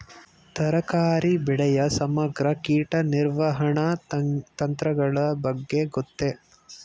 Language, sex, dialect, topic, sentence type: Kannada, male, Mysore Kannada, agriculture, question